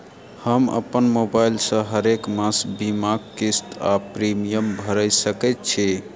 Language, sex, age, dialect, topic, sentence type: Maithili, male, 31-35, Southern/Standard, banking, question